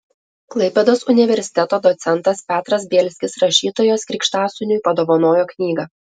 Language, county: Lithuanian, Telšiai